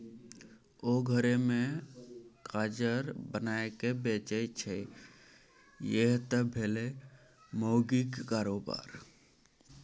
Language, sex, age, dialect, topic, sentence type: Maithili, male, 18-24, Bajjika, banking, statement